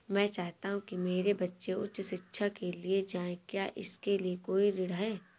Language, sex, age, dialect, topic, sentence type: Hindi, female, 18-24, Awadhi Bundeli, banking, question